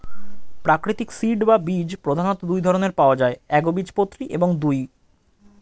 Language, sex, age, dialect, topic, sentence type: Bengali, male, 18-24, Standard Colloquial, agriculture, statement